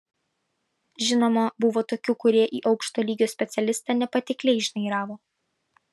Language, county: Lithuanian, Vilnius